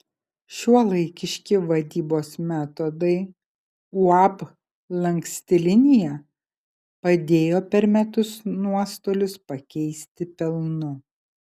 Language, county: Lithuanian, Kaunas